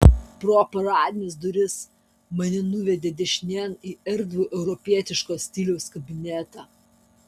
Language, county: Lithuanian, Kaunas